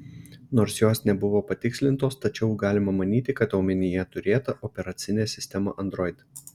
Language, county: Lithuanian, Šiauliai